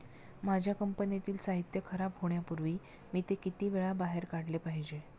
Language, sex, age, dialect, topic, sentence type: Marathi, female, 56-60, Standard Marathi, agriculture, question